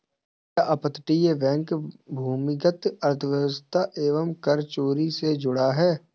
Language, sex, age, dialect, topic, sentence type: Hindi, male, 18-24, Kanauji Braj Bhasha, banking, statement